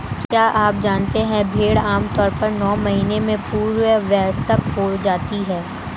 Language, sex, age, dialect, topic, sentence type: Hindi, male, 18-24, Marwari Dhudhari, agriculture, statement